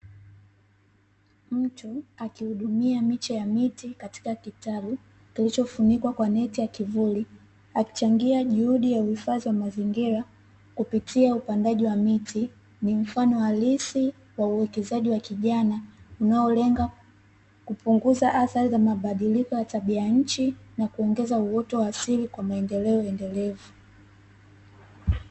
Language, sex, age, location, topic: Swahili, female, 18-24, Dar es Salaam, agriculture